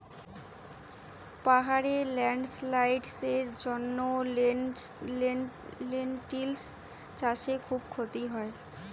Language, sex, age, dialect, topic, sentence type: Bengali, female, 18-24, Rajbangshi, agriculture, question